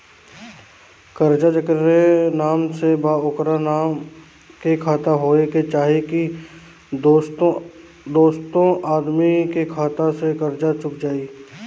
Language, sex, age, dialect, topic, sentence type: Bhojpuri, male, 25-30, Southern / Standard, banking, question